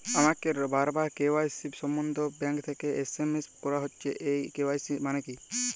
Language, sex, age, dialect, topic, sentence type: Bengali, male, 18-24, Jharkhandi, banking, question